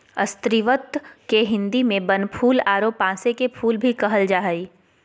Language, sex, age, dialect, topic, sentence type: Magahi, female, 18-24, Southern, agriculture, statement